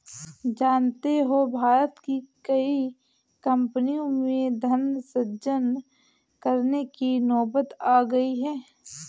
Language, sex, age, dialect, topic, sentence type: Hindi, female, 18-24, Awadhi Bundeli, banking, statement